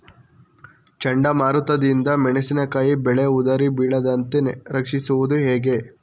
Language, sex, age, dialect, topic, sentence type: Kannada, male, 41-45, Mysore Kannada, agriculture, question